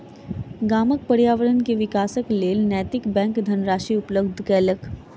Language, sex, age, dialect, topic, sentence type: Maithili, female, 41-45, Southern/Standard, banking, statement